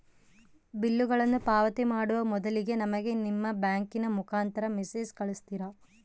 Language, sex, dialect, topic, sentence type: Kannada, female, Central, banking, question